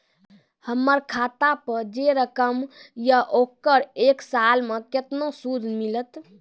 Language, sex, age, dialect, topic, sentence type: Maithili, female, 18-24, Angika, banking, question